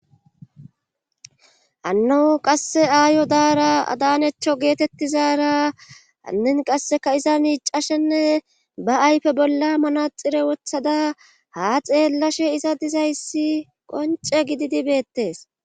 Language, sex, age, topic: Gamo, female, 25-35, government